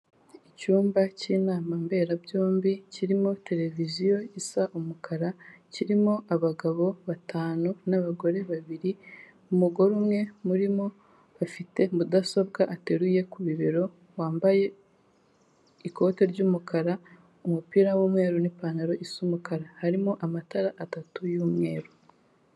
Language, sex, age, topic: Kinyarwanda, female, 18-24, government